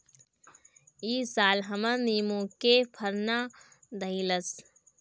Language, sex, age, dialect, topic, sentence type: Bhojpuri, female, 18-24, Northern, agriculture, statement